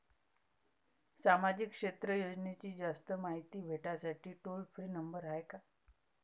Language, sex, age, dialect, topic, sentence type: Marathi, female, 31-35, Varhadi, banking, question